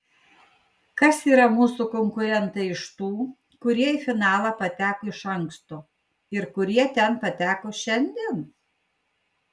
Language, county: Lithuanian, Kaunas